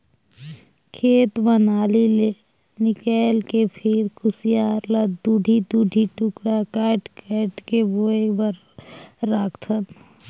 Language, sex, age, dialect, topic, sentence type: Chhattisgarhi, female, 31-35, Northern/Bhandar, banking, statement